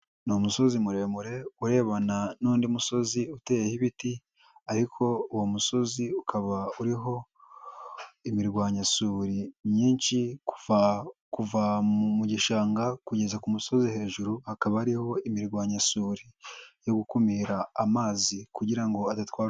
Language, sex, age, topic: Kinyarwanda, male, 18-24, agriculture